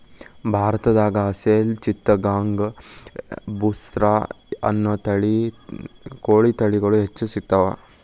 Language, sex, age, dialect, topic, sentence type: Kannada, male, 18-24, Dharwad Kannada, agriculture, statement